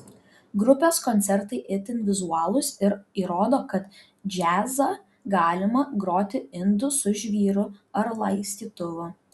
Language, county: Lithuanian, Kaunas